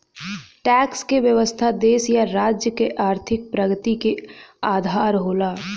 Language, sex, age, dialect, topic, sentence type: Bhojpuri, female, 25-30, Western, banking, statement